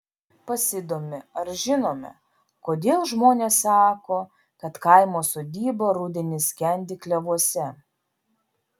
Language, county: Lithuanian, Vilnius